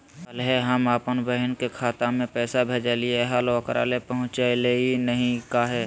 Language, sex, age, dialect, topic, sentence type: Magahi, male, 31-35, Southern, banking, question